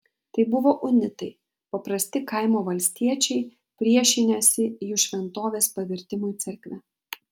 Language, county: Lithuanian, Vilnius